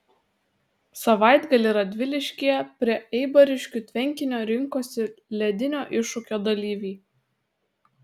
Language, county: Lithuanian, Utena